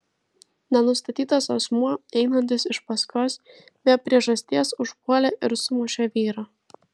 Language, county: Lithuanian, Vilnius